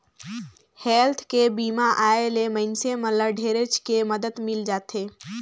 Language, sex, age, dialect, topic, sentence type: Chhattisgarhi, female, 18-24, Northern/Bhandar, banking, statement